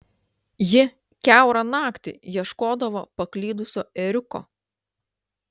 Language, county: Lithuanian, Klaipėda